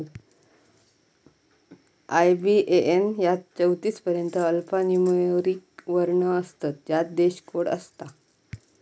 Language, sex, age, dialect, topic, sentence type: Marathi, female, 25-30, Southern Konkan, banking, statement